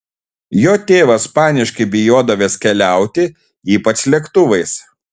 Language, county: Lithuanian, Šiauliai